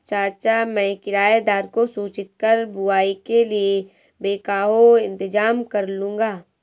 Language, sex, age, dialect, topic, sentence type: Hindi, female, 18-24, Awadhi Bundeli, agriculture, statement